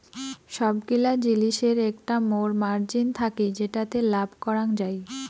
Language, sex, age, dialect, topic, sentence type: Bengali, female, 25-30, Rajbangshi, banking, statement